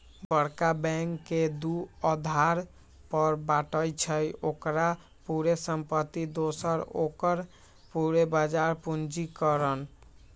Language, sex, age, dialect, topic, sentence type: Magahi, male, 56-60, Western, banking, statement